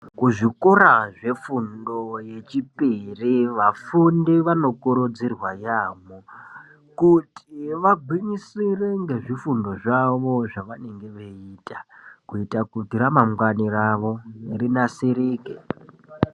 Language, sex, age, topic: Ndau, male, 18-24, education